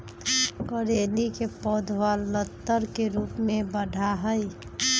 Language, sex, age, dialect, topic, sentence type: Magahi, female, 25-30, Western, agriculture, statement